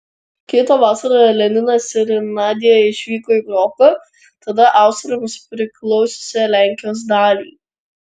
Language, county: Lithuanian, Klaipėda